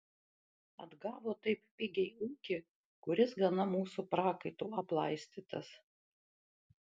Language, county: Lithuanian, Panevėžys